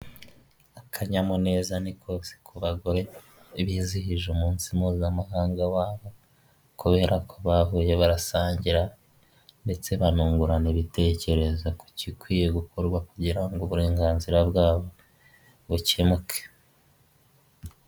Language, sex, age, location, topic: Kinyarwanda, male, 18-24, Huye, government